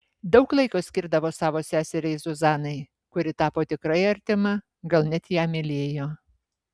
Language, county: Lithuanian, Vilnius